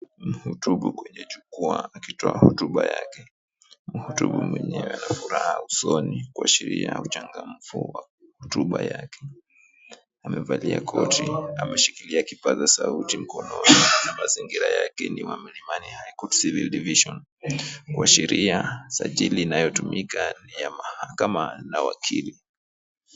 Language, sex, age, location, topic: Swahili, male, 25-35, Mombasa, government